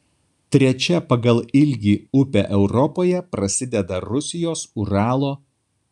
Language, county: Lithuanian, Kaunas